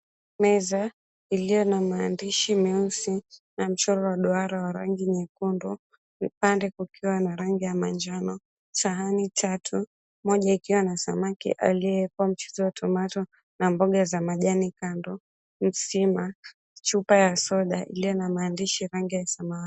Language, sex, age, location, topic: Swahili, female, 18-24, Mombasa, agriculture